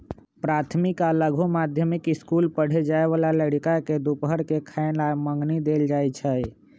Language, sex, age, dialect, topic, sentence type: Magahi, male, 25-30, Western, agriculture, statement